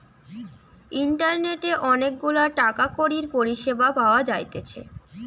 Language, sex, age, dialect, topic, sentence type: Bengali, female, <18, Western, banking, statement